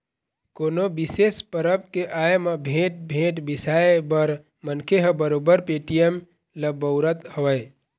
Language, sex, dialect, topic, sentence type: Chhattisgarhi, male, Eastern, banking, statement